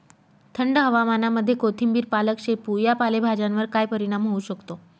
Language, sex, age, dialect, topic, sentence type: Marathi, female, 25-30, Northern Konkan, agriculture, question